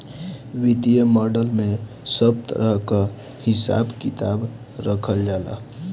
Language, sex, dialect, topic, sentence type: Bhojpuri, male, Northern, banking, statement